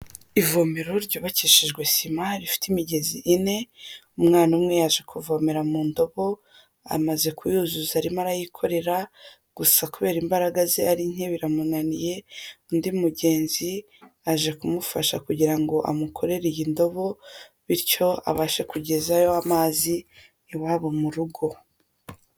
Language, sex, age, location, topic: Kinyarwanda, female, 18-24, Huye, health